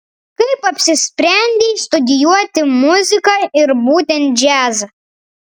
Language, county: Lithuanian, Vilnius